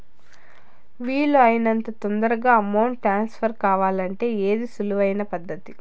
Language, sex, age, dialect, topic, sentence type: Telugu, female, 31-35, Southern, banking, question